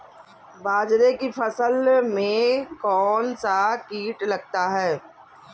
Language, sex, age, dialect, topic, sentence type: Hindi, female, 51-55, Kanauji Braj Bhasha, agriculture, question